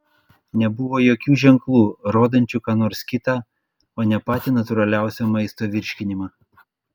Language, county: Lithuanian, Klaipėda